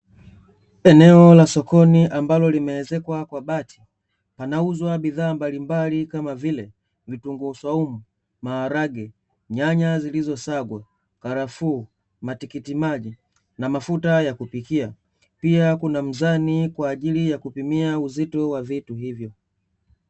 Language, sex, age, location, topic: Swahili, male, 25-35, Dar es Salaam, finance